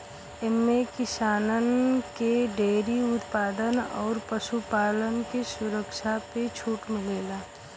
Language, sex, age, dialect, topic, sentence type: Bhojpuri, female, 18-24, Western, agriculture, statement